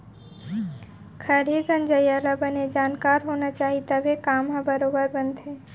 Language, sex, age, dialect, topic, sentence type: Chhattisgarhi, female, 18-24, Central, agriculture, statement